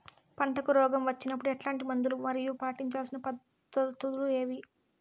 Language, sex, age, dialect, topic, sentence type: Telugu, female, 18-24, Southern, agriculture, question